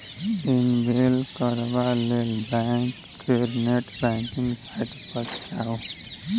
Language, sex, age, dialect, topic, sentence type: Maithili, male, 18-24, Bajjika, banking, statement